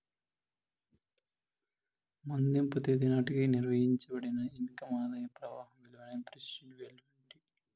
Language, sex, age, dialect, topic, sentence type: Telugu, male, 25-30, Southern, banking, statement